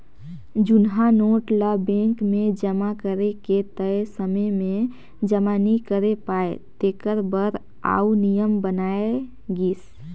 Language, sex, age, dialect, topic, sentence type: Chhattisgarhi, female, 18-24, Northern/Bhandar, banking, statement